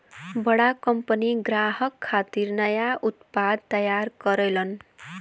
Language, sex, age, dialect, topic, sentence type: Bhojpuri, female, 18-24, Western, banking, statement